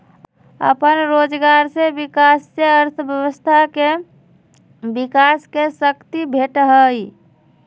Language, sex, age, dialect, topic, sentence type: Magahi, female, 25-30, Western, banking, statement